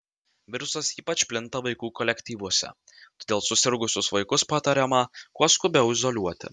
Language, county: Lithuanian, Vilnius